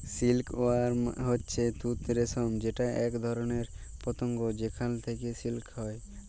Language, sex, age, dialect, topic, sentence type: Bengali, male, 41-45, Jharkhandi, agriculture, statement